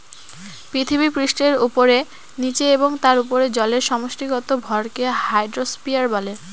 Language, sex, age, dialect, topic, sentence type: Bengali, female, <18, Northern/Varendri, agriculture, statement